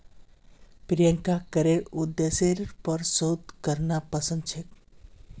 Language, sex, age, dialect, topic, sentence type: Magahi, male, 18-24, Northeastern/Surjapuri, banking, statement